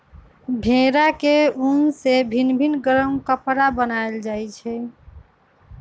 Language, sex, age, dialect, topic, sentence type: Magahi, female, 25-30, Western, agriculture, statement